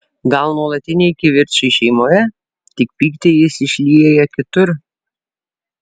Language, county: Lithuanian, Alytus